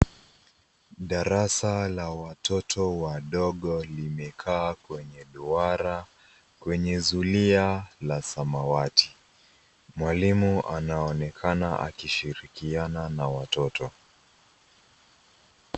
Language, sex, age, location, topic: Swahili, female, 25-35, Nairobi, education